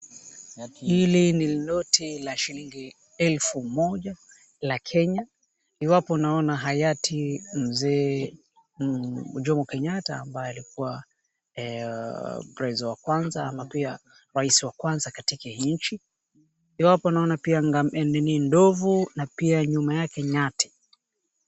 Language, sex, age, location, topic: Swahili, male, 18-24, Wajir, finance